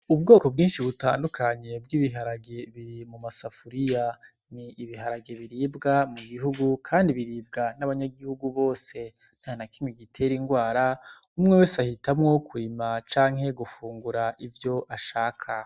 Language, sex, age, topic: Rundi, male, 25-35, agriculture